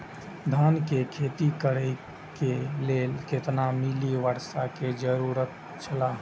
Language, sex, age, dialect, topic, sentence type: Maithili, male, 25-30, Eastern / Thethi, agriculture, question